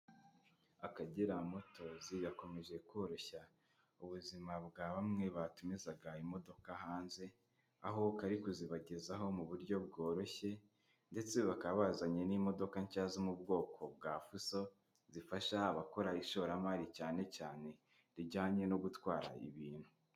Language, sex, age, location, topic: Kinyarwanda, male, 18-24, Kigali, finance